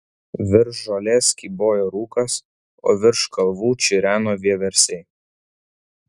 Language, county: Lithuanian, Vilnius